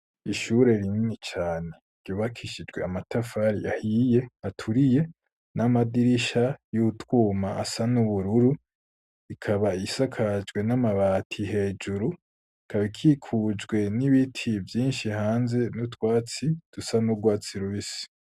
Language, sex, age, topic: Rundi, male, 18-24, education